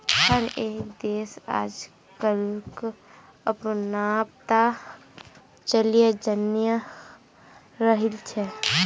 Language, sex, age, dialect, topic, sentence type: Magahi, female, 41-45, Northeastern/Surjapuri, banking, statement